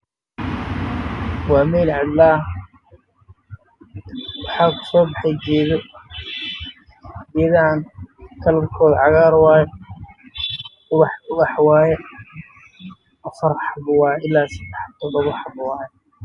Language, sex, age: Somali, male, 18-24